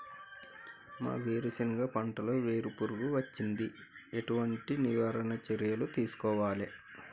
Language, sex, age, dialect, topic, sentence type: Telugu, male, 36-40, Telangana, agriculture, question